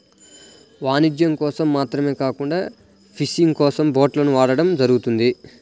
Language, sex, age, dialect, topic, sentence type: Telugu, male, 18-24, Central/Coastal, agriculture, statement